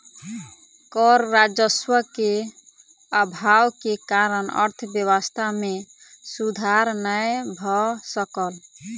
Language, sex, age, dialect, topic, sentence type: Maithili, female, 18-24, Southern/Standard, banking, statement